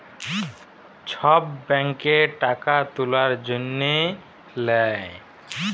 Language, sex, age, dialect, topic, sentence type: Bengali, male, 25-30, Jharkhandi, banking, statement